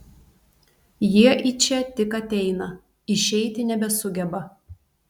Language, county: Lithuanian, Telšiai